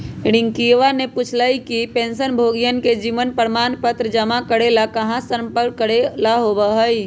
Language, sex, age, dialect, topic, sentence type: Magahi, female, 25-30, Western, banking, statement